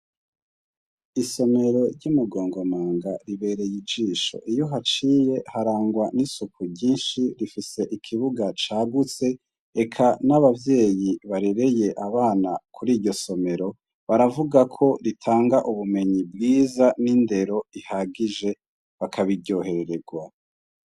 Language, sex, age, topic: Rundi, male, 25-35, education